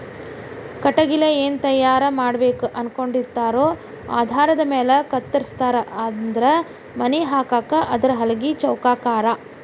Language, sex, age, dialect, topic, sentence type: Kannada, female, 31-35, Dharwad Kannada, agriculture, statement